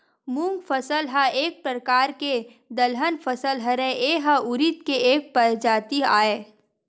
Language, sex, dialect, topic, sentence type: Chhattisgarhi, female, Western/Budati/Khatahi, agriculture, statement